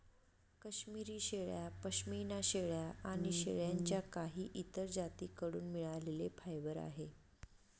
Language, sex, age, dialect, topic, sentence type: Marathi, female, 41-45, Northern Konkan, agriculture, statement